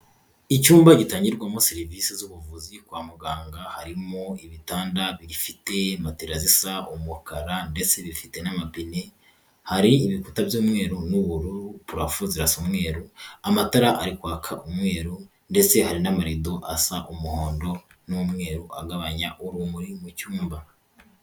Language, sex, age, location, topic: Kinyarwanda, female, 18-24, Huye, health